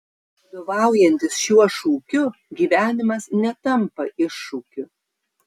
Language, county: Lithuanian, Tauragė